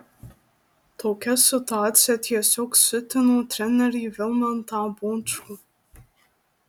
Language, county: Lithuanian, Marijampolė